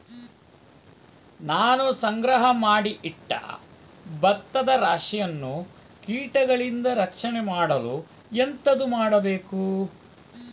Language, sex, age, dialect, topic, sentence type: Kannada, male, 41-45, Coastal/Dakshin, agriculture, question